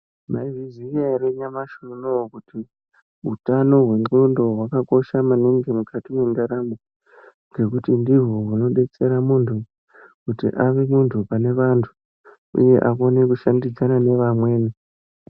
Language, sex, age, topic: Ndau, male, 18-24, health